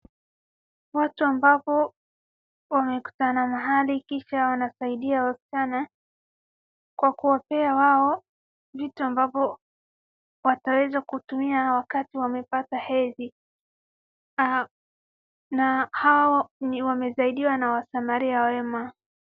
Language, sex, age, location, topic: Swahili, female, 25-35, Wajir, health